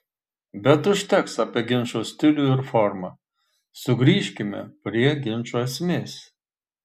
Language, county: Lithuanian, Marijampolė